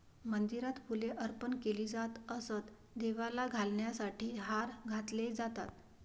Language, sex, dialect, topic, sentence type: Marathi, female, Varhadi, agriculture, statement